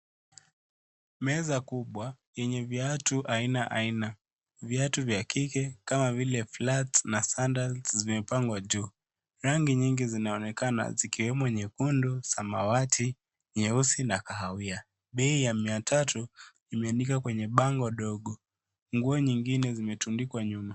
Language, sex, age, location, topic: Swahili, male, 18-24, Nairobi, finance